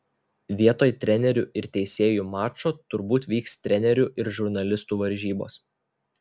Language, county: Lithuanian, Telšiai